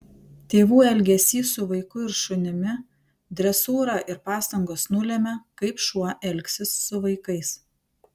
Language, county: Lithuanian, Panevėžys